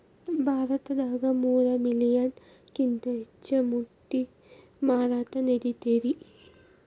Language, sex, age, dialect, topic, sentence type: Kannada, female, 18-24, Dharwad Kannada, agriculture, statement